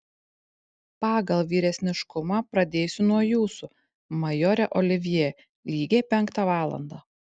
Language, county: Lithuanian, Tauragė